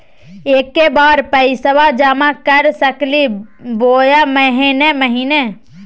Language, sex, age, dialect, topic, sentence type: Magahi, female, 18-24, Southern, banking, question